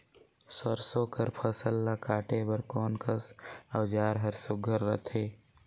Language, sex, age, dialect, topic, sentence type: Chhattisgarhi, male, 46-50, Northern/Bhandar, agriculture, question